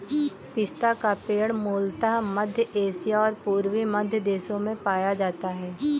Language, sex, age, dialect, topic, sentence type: Hindi, female, 18-24, Kanauji Braj Bhasha, agriculture, statement